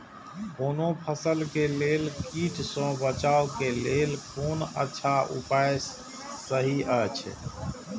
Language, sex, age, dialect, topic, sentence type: Maithili, male, 46-50, Eastern / Thethi, agriculture, question